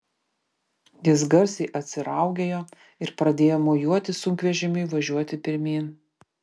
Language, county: Lithuanian, Vilnius